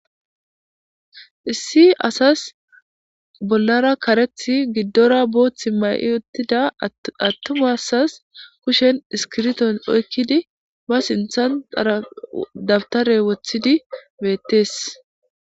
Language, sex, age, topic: Gamo, female, 18-24, government